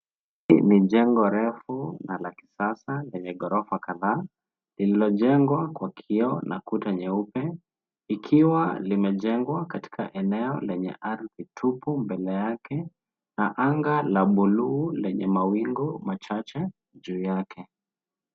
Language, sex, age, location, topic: Swahili, male, 18-24, Nairobi, finance